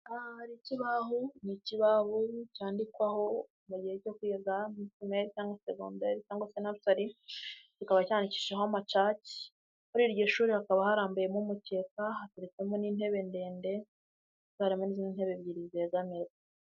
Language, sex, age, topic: Kinyarwanda, female, 18-24, education